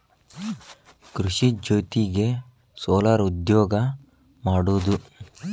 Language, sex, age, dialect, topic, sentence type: Kannada, male, 18-24, Dharwad Kannada, agriculture, statement